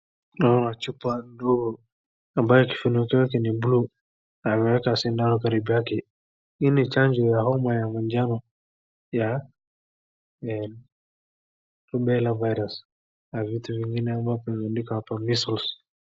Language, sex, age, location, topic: Swahili, male, 36-49, Wajir, health